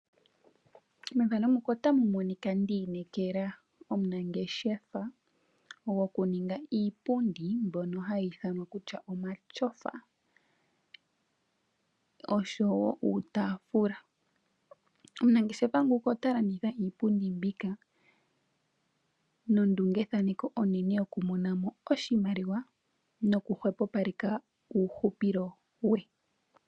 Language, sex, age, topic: Oshiwambo, female, 18-24, finance